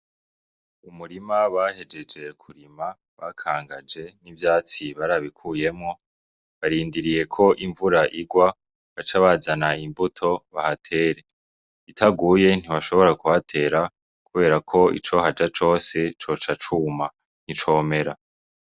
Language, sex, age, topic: Rundi, male, 18-24, agriculture